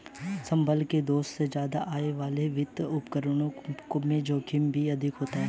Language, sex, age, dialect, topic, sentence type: Hindi, male, 18-24, Hindustani Malvi Khadi Boli, banking, statement